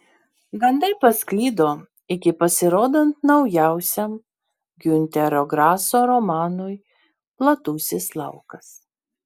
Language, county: Lithuanian, Vilnius